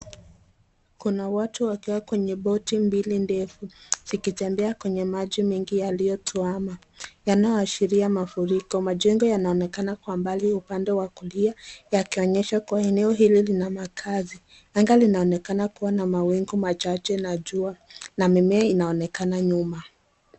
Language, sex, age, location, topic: Swahili, female, 25-35, Nakuru, health